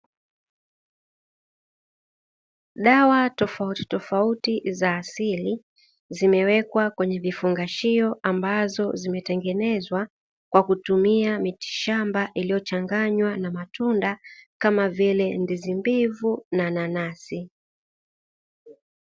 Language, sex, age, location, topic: Swahili, female, 18-24, Dar es Salaam, health